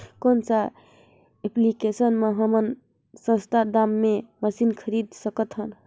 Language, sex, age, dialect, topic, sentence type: Chhattisgarhi, female, 25-30, Northern/Bhandar, agriculture, question